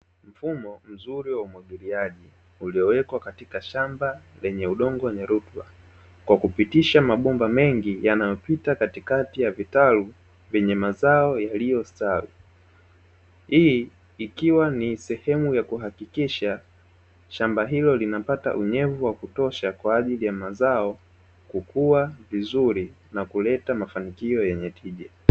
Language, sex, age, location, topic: Swahili, male, 25-35, Dar es Salaam, agriculture